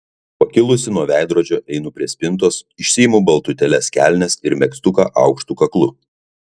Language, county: Lithuanian, Kaunas